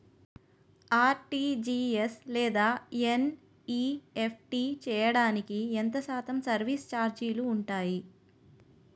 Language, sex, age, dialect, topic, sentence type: Telugu, female, 31-35, Utterandhra, banking, question